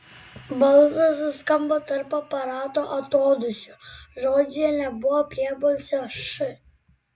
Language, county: Lithuanian, Klaipėda